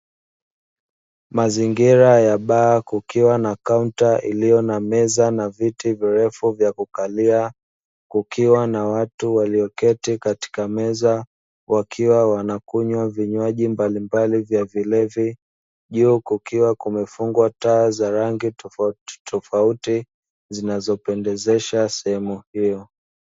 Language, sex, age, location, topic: Swahili, male, 25-35, Dar es Salaam, finance